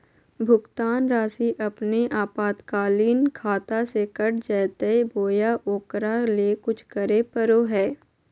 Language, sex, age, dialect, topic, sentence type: Magahi, female, 51-55, Southern, banking, question